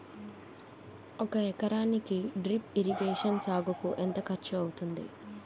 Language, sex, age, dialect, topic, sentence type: Telugu, female, 25-30, Utterandhra, agriculture, question